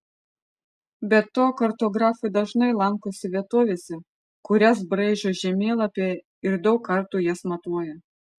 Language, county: Lithuanian, Vilnius